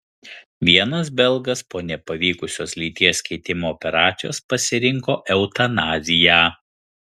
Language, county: Lithuanian, Kaunas